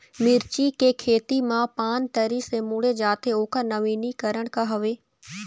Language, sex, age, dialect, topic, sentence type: Chhattisgarhi, female, 60-100, Eastern, agriculture, question